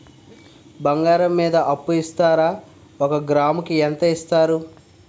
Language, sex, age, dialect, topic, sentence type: Telugu, male, 46-50, Utterandhra, banking, question